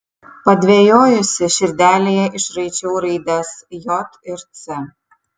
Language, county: Lithuanian, Kaunas